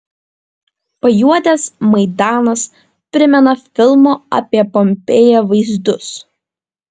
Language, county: Lithuanian, Vilnius